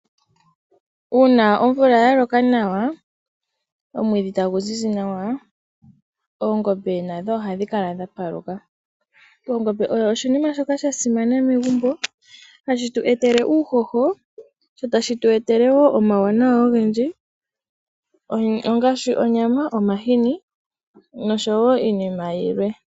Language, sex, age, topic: Oshiwambo, female, 18-24, agriculture